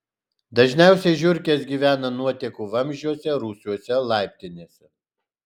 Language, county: Lithuanian, Alytus